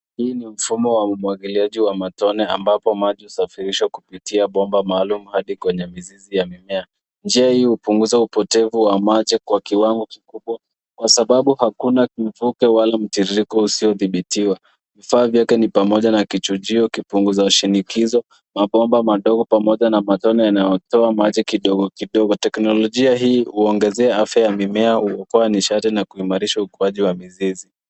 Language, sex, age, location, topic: Swahili, male, 25-35, Nairobi, agriculture